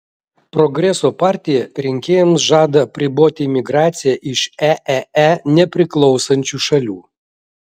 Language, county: Lithuanian, Vilnius